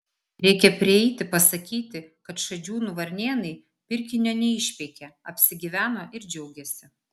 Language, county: Lithuanian, Vilnius